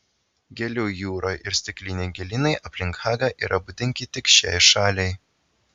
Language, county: Lithuanian, Vilnius